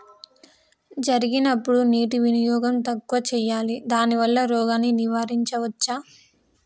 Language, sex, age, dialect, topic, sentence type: Telugu, female, 18-24, Telangana, agriculture, question